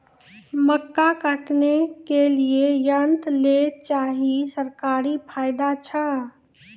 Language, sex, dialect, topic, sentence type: Maithili, female, Angika, agriculture, question